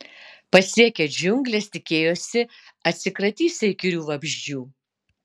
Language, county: Lithuanian, Utena